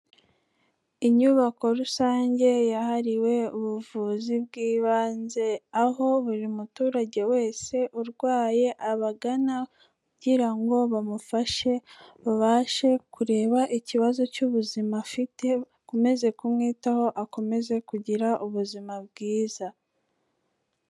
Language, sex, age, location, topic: Kinyarwanda, female, 18-24, Kigali, health